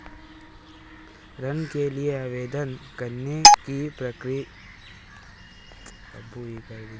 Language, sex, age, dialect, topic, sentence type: Hindi, male, 18-24, Marwari Dhudhari, banking, question